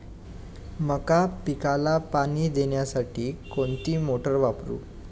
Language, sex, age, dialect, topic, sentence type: Marathi, male, 18-24, Standard Marathi, agriculture, question